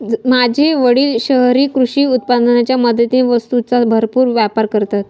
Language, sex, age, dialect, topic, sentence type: Marathi, female, 18-24, Northern Konkan, agriculture, statement